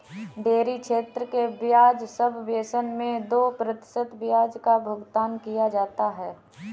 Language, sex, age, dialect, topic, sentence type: Hindi, female, 18-24, Kanauji Braj Bhasha, agriculture, statement